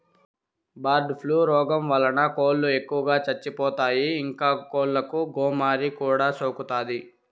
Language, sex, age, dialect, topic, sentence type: Telugu, male, 51-55, Southern, agriculture, statement